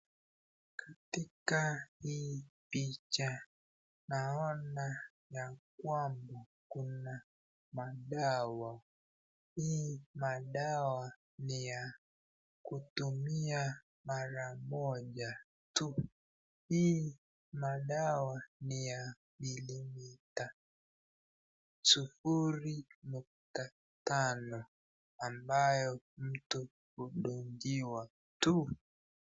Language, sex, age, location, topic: Swahili, female, 36-49, Nakuru, health